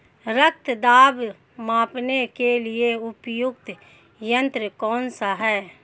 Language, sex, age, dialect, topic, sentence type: Hindi, female, 31-35, Hindustani Malvi Khadi Boli, agriculture, question